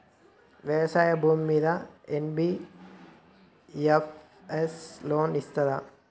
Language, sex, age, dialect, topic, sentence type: Telugu, male, 18-24, Telangana, banking, question